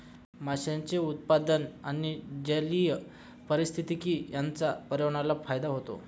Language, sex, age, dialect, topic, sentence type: Marathi, male, 25-30, Standard Marathi, agriculture, statement